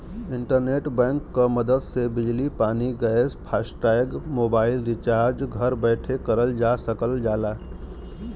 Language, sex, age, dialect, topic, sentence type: Bhojpuri, male, 31-35, Western, banking, statement